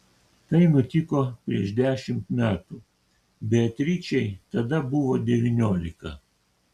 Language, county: Lithuanian, Kaunas